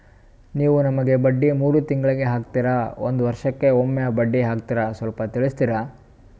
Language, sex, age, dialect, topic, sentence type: Kannada, male, 18-24, Northeastern, banking, question